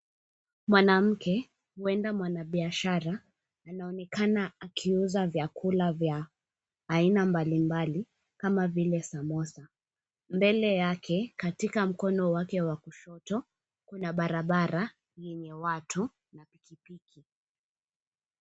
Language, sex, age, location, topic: Swahili, female, 18-24, Mombasa, government